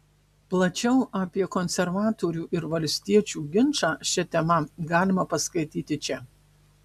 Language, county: Lithuanian, Marijampolė